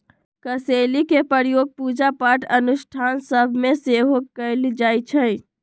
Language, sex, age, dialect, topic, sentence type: Magahi, female, 18-24, Western, agriculture, statement